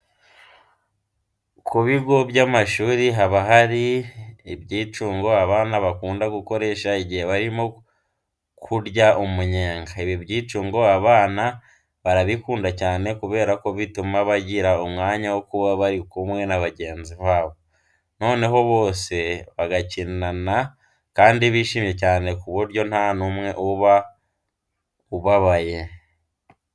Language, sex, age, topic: Kinyarwanda, male, 18-24, education